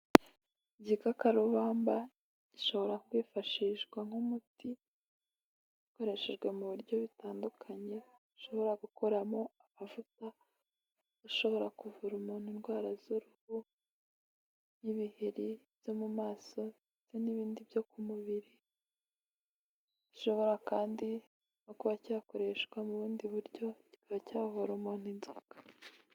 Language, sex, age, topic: Kinyarwanda, female, 18-24, health